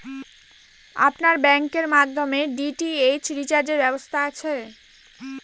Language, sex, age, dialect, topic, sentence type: Bengali, female, 18-24, Northern/Varendri, banking, question